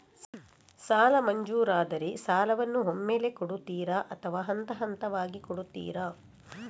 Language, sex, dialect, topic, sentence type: Kannada, female, Coastal/Dakshin, banking, question